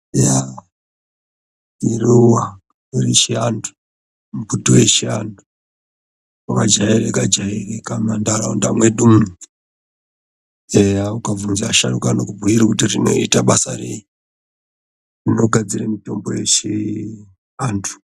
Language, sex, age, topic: Ndau, male, 36-49, health